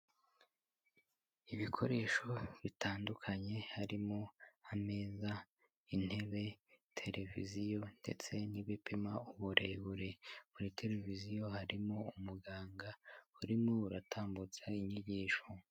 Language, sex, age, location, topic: Kinyarwanda, male, 18-24, Huye, health